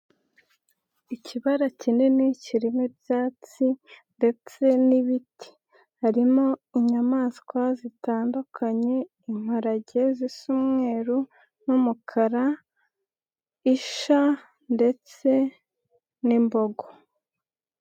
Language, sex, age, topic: Kinyarwanda, female, 18-24, agriculture